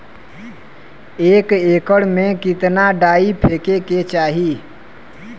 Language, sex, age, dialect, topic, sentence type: Bhojpuri, male, 25-30, Western, agriculture, question